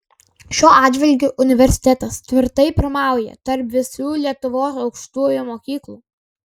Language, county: Lithuanian, Kaunas